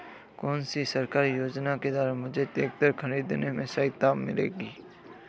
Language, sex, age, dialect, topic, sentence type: Hindi, male, 18-24, Marwari Dhudhari, agriculture, question